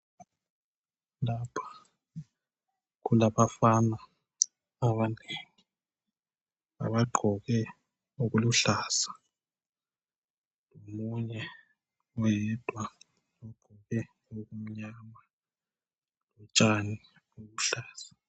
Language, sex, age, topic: North Ndebele, male, 18-24, health